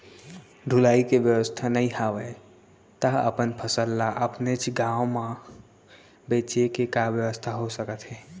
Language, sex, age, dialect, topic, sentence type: Chhattisgarhi, male, 18-24, Central, agriculture, question